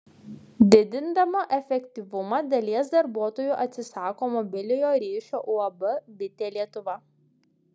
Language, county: Lithuanian, Šiauliai